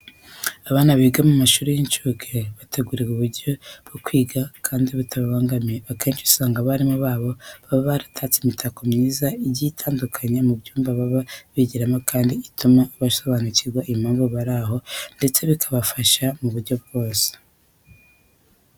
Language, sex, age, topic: Kinyarwanda, female, 36-49, education